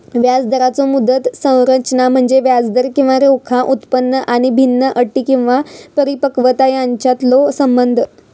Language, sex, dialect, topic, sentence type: Marathi, female, Southern Konkan, banking, statement